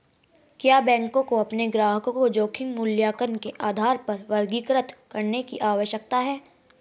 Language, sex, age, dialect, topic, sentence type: Hindi, female, 36-40, Hindustani Malvi Khadi Boli, banking, question